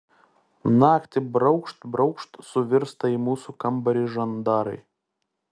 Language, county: Lithuanian, Klaipėda